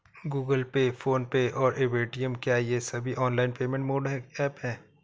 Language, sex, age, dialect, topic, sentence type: Hindi, female, 31-35, Awadhi Bundeli, banking, question